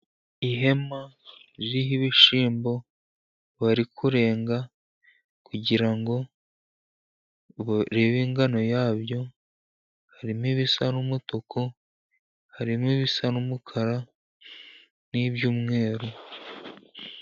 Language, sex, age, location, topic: Kinyarwanda, male, 50+, Musanze, agriculture